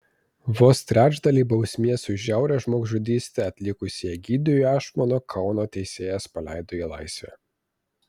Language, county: Lithuanian, Vilnius